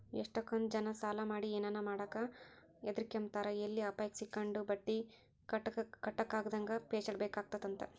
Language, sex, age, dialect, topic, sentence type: Kannada, female, 41-45, Central, banking, statement